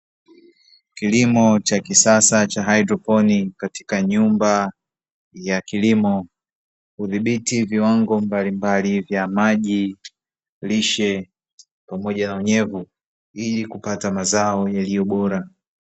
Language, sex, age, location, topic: Swahili, male, 36-49, Dar es Salaam, agriculture